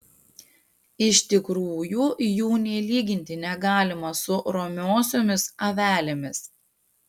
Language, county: Lithuanian, Panevėžys